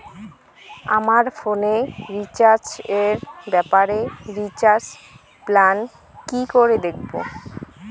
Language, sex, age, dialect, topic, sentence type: Bengali, female, 18-24, Rajbangshi, banking, question